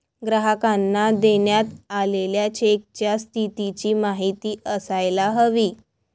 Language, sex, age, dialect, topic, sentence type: Marathi, female, 18-24, Varhadi, banking, statement